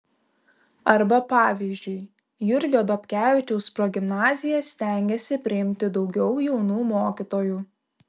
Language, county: Lithuanian, Šiauliai